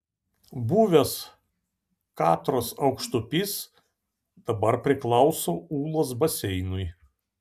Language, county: Lithuanian, Vilnius